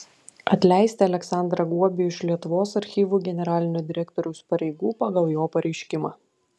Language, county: Lithuanian, Klaipėda